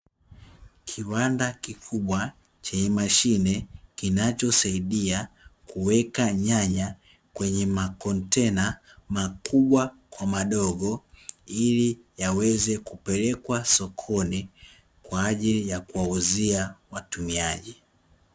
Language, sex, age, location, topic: Swahili, male, 18-24, Dar es Salaam, agriculture